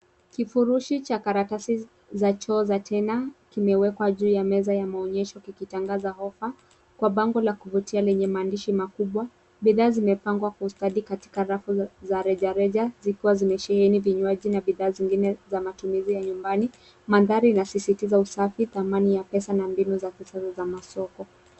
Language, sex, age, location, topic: Swahili, female, 25-35, Nairobi, finance